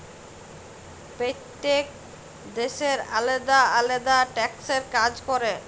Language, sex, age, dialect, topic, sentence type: Bengali, female, 25-30, Jharkhandi, banking, statement